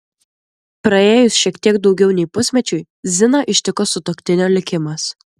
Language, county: Lithuanian, Klaipėda